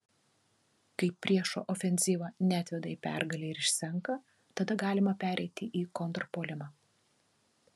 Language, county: Lithuanian, Telšiai